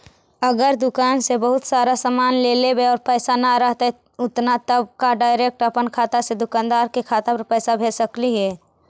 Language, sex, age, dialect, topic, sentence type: Magahi, male, 60-100, Central/Standard, banking, question